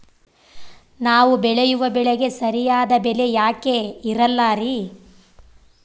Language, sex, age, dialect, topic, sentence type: Kannada, female, 18-24, Central, agriculture, question